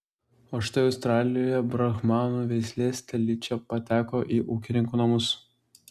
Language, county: Lithuanian, Klaipėda